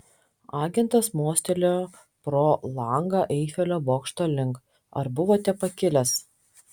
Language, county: Lithuanian, Telšiai